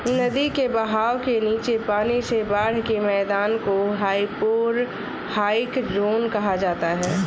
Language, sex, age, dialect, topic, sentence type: Hindi, female, 25-30, Awadhi Bundeli, agriculture, statement